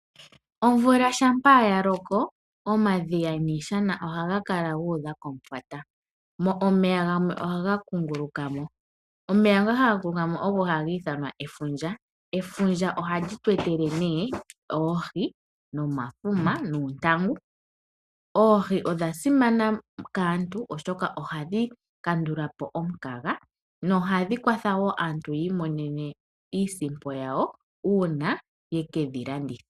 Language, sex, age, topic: Oshiwambo, female, 18-24, agriculture